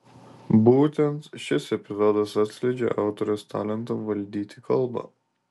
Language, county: Lithuanian, Telšiai